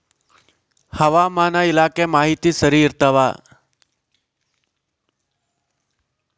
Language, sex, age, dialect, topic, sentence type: Kannada, male, 56-60, Central, agriculture, question